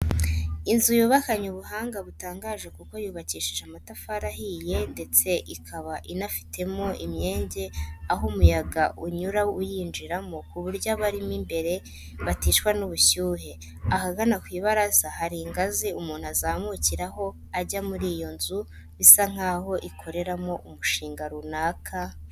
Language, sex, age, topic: Kinyarwanda, male, 18-24, education